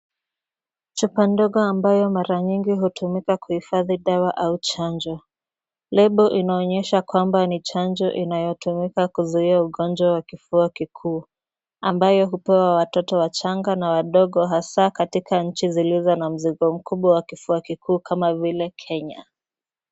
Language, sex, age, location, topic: Swahili, female, 25-35, Nairobi, health